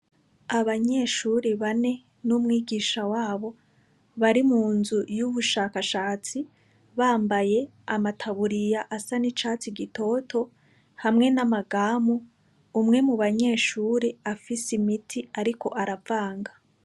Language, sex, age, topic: Rundi, female, 25-35, education